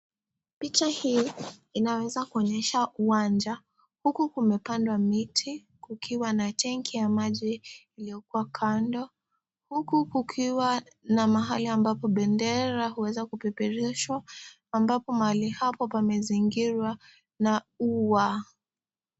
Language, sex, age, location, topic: Swahili, female, 18-24, Nakuru, education